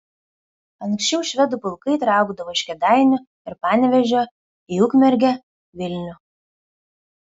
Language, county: Lithuanian, Kaunas